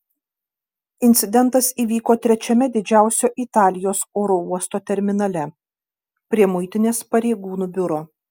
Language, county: Lithuanian, Kaunas